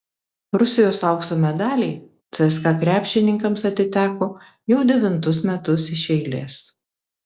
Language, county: Lithuanian, Vilnius